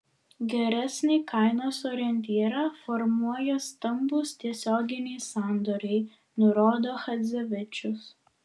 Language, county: Lithuanian, Vilnius